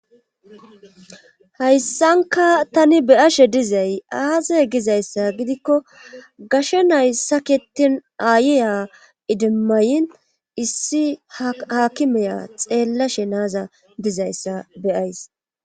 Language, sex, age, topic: Gamo, female, 36-49, government